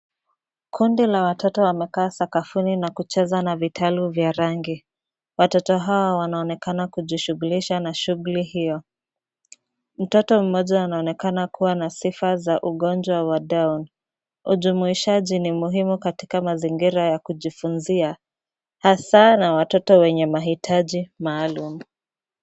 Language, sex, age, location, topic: Swahili, female, 25-35, Nairobi, education